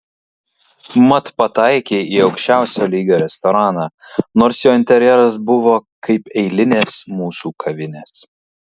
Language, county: Lithuanian, Kaunas